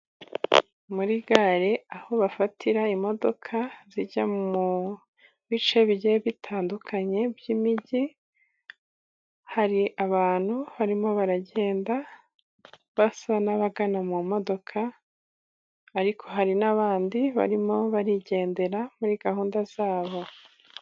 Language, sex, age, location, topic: Kinyarwanda, female, 18-24, Musanze, government